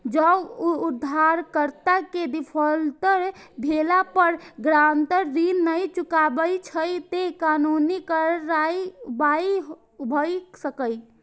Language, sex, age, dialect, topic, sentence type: Maithili, female, 18-24, Eastern / Thethi, banking, statement